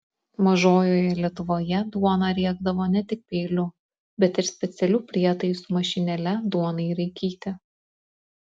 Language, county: Lithuanian, Klaipėda